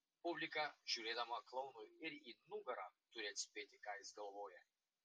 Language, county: Lithuanian, Marijampolė